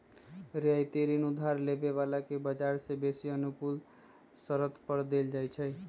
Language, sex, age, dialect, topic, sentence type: Magahi, male, 25-30, Western, banking, statement